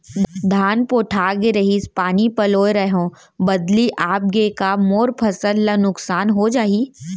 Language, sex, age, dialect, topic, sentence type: Chhattisgarhi, female, 60-100, Central, agriculture, question